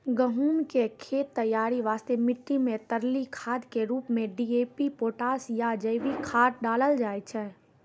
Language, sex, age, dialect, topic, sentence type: Maithili, female, 18-24, Angika, agriculture, question